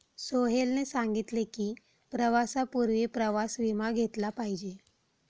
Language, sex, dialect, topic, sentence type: Marathi, female, Standard Marathi, banking, statement